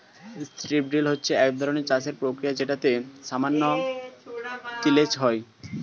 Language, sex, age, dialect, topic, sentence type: Bengali, male, 18-24, Standard Colloquial, agriculture, statement